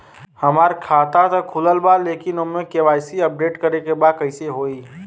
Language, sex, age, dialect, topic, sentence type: Bhojpuri, male, 18-24, Western, banking, question